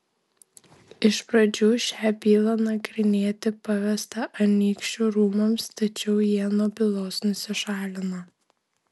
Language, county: Lithuanian, Vilnius